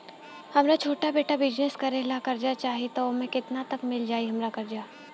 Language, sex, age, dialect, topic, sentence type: Bhojpuri, female, 18-24, Southern / Standard, banking, question